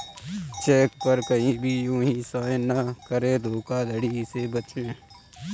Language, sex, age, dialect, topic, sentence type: Hindi, male, 25-30, Kanauji Braj Bhasha, banking, statement